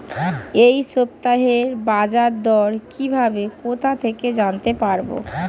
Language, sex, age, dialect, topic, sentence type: Bengali, female, 31-35, Standard Colloquial, agriculture, question